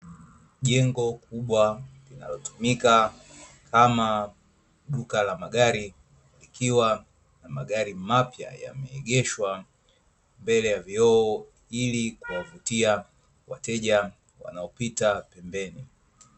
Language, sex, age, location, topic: Swahili, male, 25-35, Dar es Salaam, finance